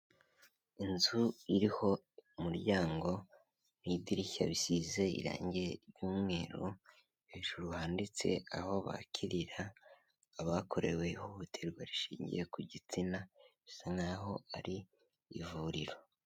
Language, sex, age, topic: Kinyarwanda, male, 18-24, health